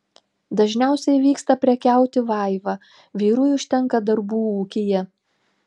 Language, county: Lithuanian, Telšiai